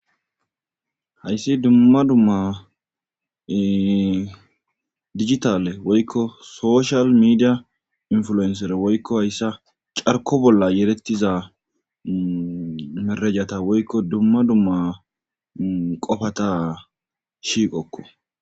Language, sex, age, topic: Gamo, male, 25-35, government